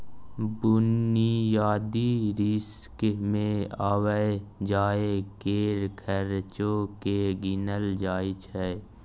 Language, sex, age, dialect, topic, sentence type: Maithili, male, 18-24, Bajjika, banking, statement